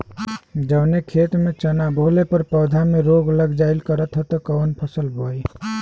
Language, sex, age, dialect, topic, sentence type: Bhojpuri, male, 18-24, Western, agriculture, question